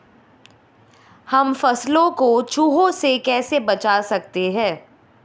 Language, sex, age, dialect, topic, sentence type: Hindi, female, 25-30, Marwari Dhudhari, agriculture, question